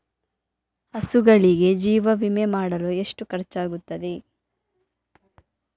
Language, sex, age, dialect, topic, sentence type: Kannada, female, 25-30, Coastal/Dakshin, agriculture, question